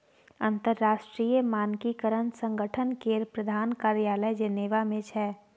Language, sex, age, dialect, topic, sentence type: Maithili, female, 18-24, Bajjika, banking, statement